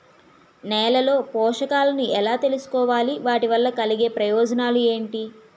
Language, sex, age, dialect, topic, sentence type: Telugu, female, 18-24, Utterandhra, agriculture, question